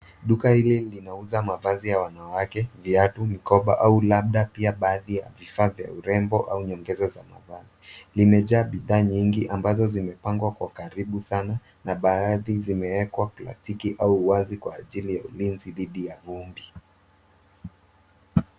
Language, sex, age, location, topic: Swahili, male, 18-24, Nairobi, finance